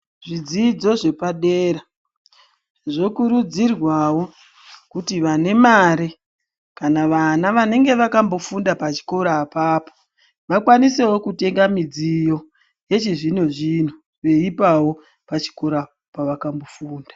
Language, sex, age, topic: Ndau, male, 50+, education